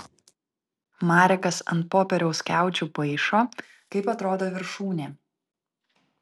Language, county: Lithuanian, Vilnius